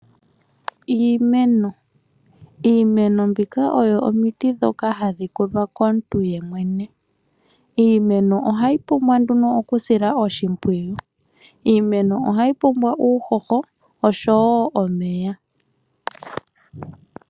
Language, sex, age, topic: Oshiwambo, female, 18-24, agriculture